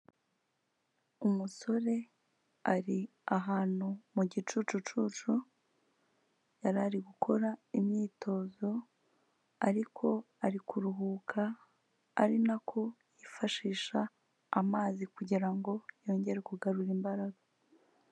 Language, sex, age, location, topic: Kinyarwanda, female, 25-35, Kigali, health